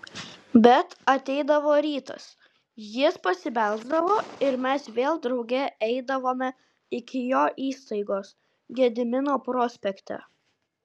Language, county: Lithuanian, Kaunas